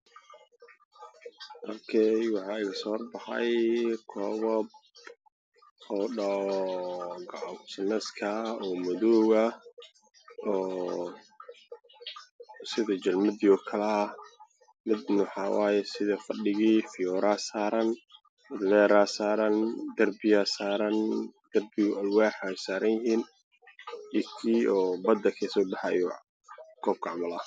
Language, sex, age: Somali, male, 18-24